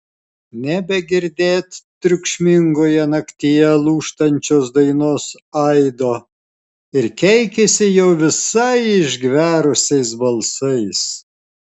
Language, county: Lithuanian, Alytus